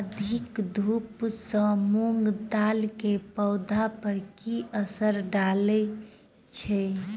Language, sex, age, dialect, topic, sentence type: Maithili, female, 25-30, Southern/Standard, agriculture, question